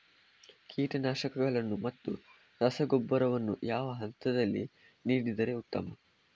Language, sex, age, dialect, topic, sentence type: Kannada, male, 25-30, Coastal/Dakshin, agriculture, question